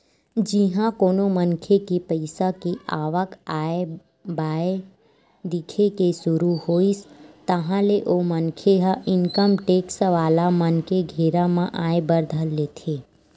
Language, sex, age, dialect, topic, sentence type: Chhattisgarhi, female, 18-24, Western/Budati/Khatahi, banking, statement